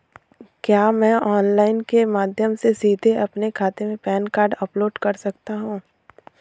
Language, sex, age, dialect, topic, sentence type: Hindi, female, 18-24, Awadhi Bundeli, banking, question